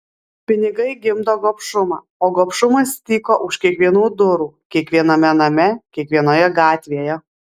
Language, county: Lithuanian, Alytus